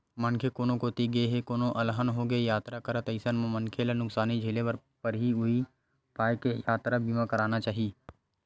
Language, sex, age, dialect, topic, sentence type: Chhattisgarhi, male, 18-24, Western/Budati/Khatahi, banking, statement